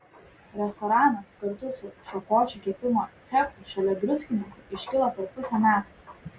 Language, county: Lithuanian, Vilnius